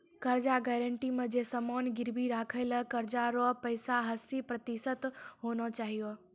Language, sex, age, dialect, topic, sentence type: Maithili, male, 18-24, Angika, banking, statement